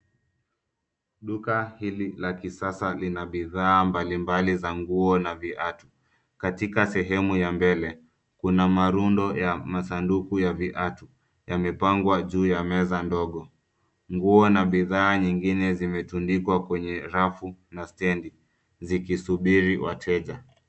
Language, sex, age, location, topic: Swahili, male, 25-35, Nairobi, finance